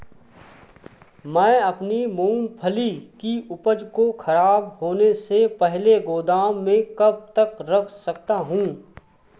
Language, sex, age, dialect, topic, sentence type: Hindi, male, 25-30, Awadhi Bundeli, agriculture, question